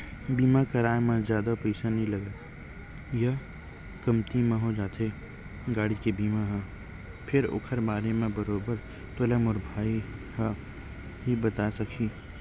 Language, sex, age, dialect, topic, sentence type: Chhattisgarhi, male, 18-24, Western/Budati/Khatahi, banking, statement